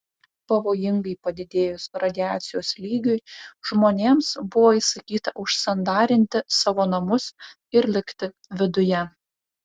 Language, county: Lithuanian, Vilnius